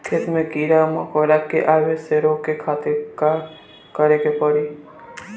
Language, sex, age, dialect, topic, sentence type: Bhojpuri, male, <18, Southern / Standard, agriculture, question